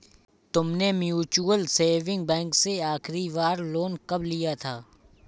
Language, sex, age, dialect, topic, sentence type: Hindi, male, 18-24, Awadhi Bundeli, banking, statement